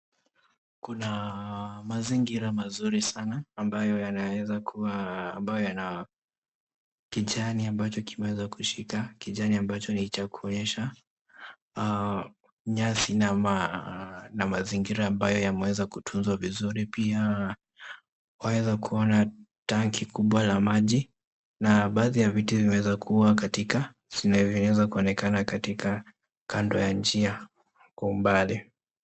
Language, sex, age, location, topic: Swahili, male, 18-24, Kisii, education